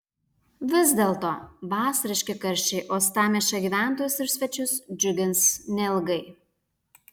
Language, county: Lithuanian, Alytus